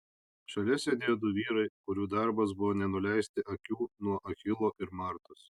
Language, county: Lithuanian, Alytus